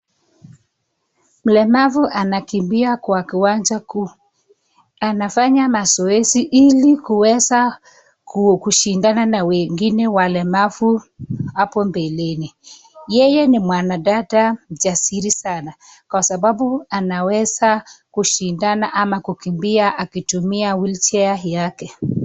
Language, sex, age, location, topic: Swahili, female, 25-35, Nakuru, education